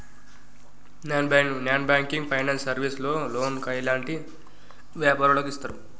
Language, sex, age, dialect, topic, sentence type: Telugu, male, 18-24, Telangana, banking, question